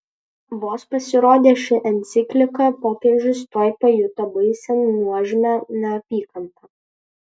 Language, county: Lithuanian, Kaunas